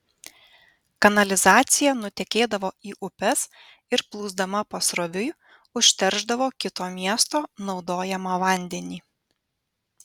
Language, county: Lithuanian, Vilnius